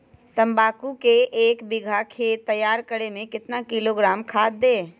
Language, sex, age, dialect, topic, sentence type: Magahi, female, 56-60, Western, agriculture, question